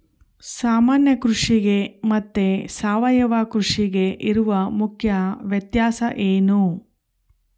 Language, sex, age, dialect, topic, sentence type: Kannada, female, 36-40, Central, agriculture, question